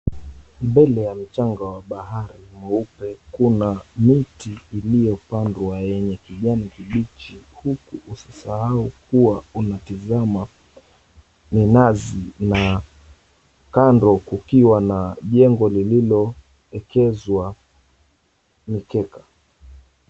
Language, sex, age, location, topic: Swahili, male, 25-35, Mombasa, agriculture